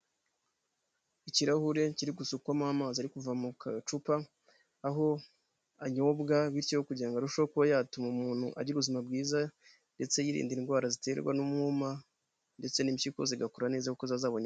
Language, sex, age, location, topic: Kinyarwanda, male, 25-35, Huye, health